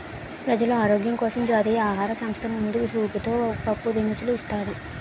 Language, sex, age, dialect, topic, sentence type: Telugu, female, 18-24, Utterandhra, agriculture, statement